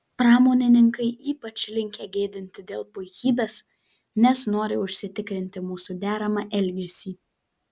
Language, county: Lithuanian, Vilnius